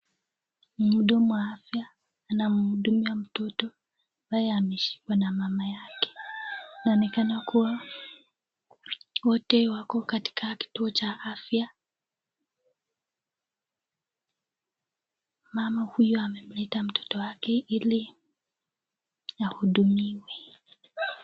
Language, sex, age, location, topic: Swahili, female, 18-24, Nakuru, health